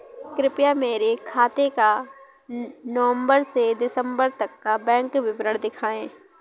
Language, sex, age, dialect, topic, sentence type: Hindi, female, 18-24, Awadhi Bundeli, banking, question